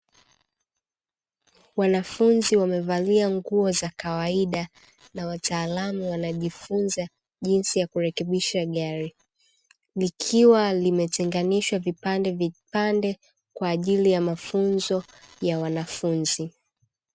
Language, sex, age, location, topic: Swahili, female, 18-24, Dar es Salaam, education